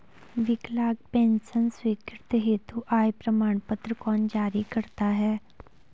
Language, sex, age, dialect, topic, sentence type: Hindi, female, 18-24, Garhwali, banking, question